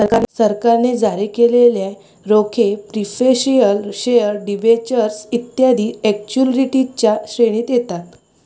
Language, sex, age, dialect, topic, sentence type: Marathi, female, 18-24, Varhadi, banking, statement